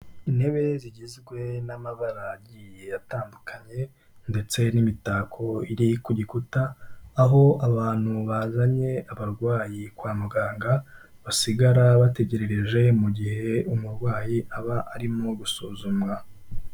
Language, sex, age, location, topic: Kinyarwanda, male, 18-24, Kigali, health